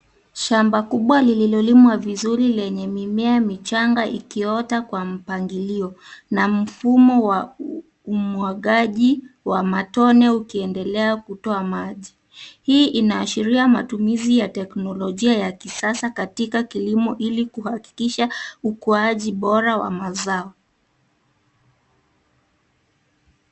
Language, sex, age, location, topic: Swahili, female, 36-49, Nairobi, agriculture